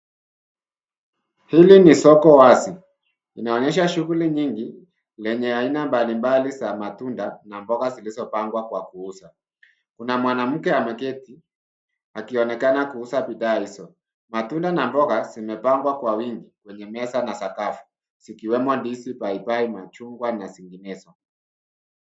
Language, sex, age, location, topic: Swahili, male, 50+, Nairobi, finance